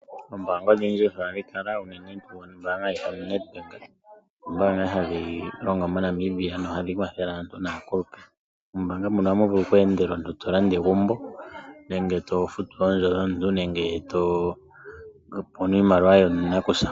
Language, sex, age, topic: Oshiwambo, male, 25-35, finance